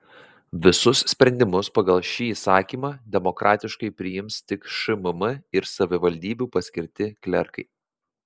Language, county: Lithuanian, Vilnius